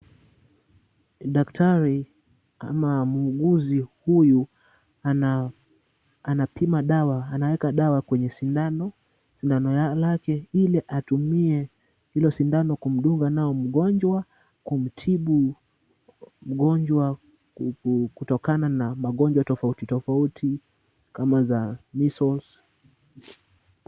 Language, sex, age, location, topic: Swahili, male, 18-24, Kisumu, health